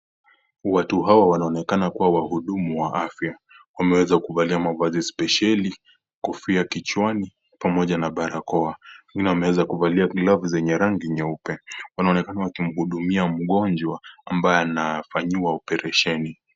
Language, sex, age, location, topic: Swahili, male, 18-24, Kisii, health